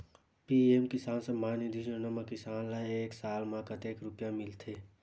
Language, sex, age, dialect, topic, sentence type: Chhattisgarhi, male, 18-24, Western/Budati/Khatahi, agriculture, question